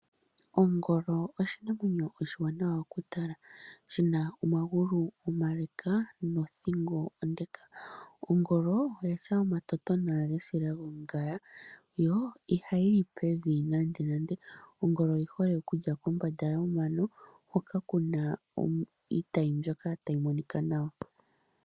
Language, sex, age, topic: Oshiwambo, female, 18-24, agriculture